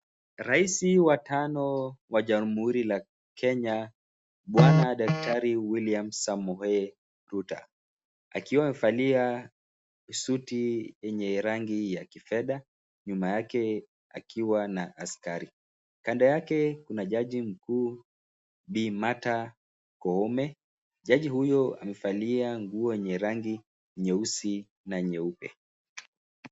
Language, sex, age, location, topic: Swahili, male, 25-35, Nakuru, government